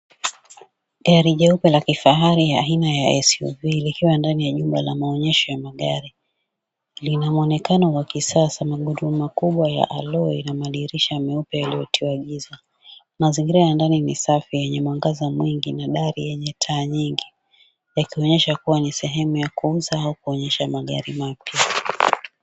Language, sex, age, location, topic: Swahili, female, 36-49, Mombasa, finance